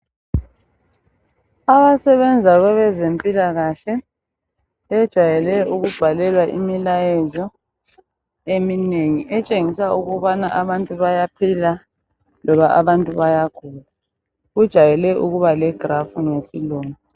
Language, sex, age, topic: North Ndebele, female, 25-35, health